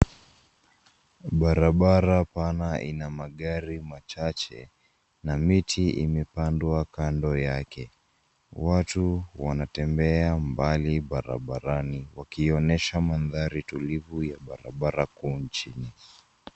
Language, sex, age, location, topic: Swahili, female, 18-24, Nairobi, government